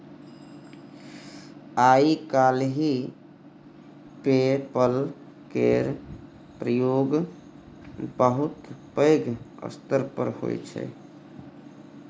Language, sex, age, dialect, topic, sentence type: Maithili, male, 36-40, Bajjika, banking, statement